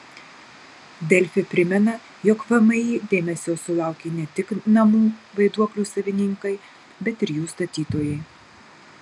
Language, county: Lithuanian, Marijampolė